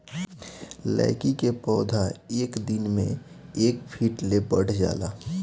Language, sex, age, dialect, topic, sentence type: Bhojpuri, male, 18-24, Southern / Standard, agriculture, statement